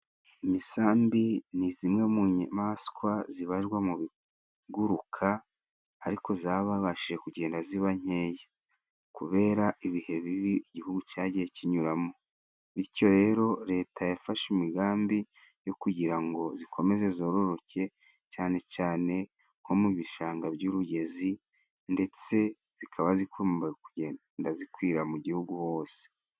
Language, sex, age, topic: Kinyarwanda, male, 36-49, agriculture